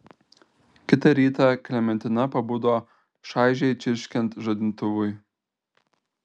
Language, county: Lithuanian, Telšiai